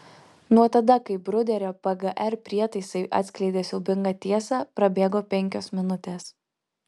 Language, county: Lithuanian, Alytus